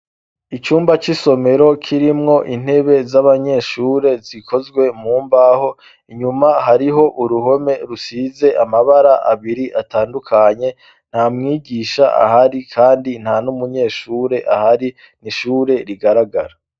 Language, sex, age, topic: Rundi, male, 25-35, education